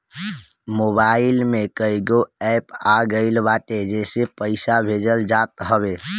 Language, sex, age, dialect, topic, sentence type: Bhojpuri, male, <18, Northern, banking, statement